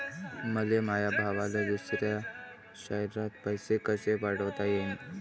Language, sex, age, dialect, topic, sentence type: Marathi, male, 25-30, Varhadi, banking, question